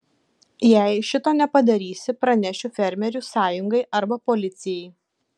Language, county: Lithuanian, Kaunas